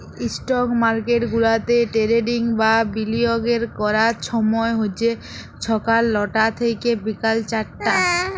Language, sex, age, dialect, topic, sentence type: Bengali, female, 25-30, Jharkhandi, banking, statement